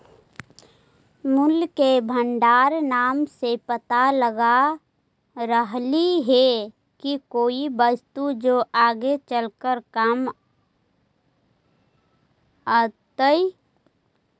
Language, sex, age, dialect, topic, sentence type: Magahi, female, 18-24, Central/Standard, banking, statement